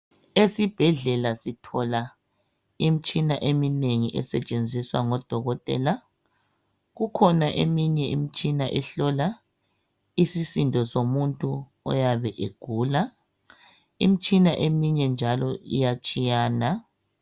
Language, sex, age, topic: North Ndebele, male, 36-49, health